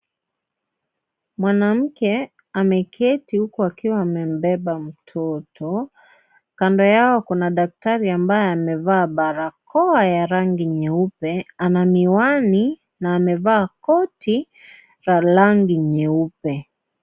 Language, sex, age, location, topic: Swahili, male, 25-35, Kisii, health